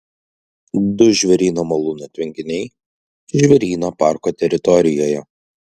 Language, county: Lithuanian, Klaipėda